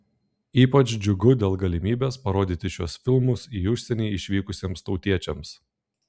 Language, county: Lithuanian, Klaipėda